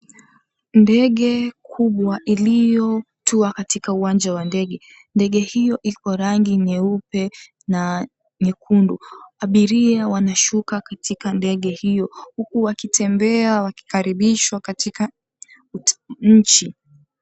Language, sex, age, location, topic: Swahili, female, 18-24, Mombasa, government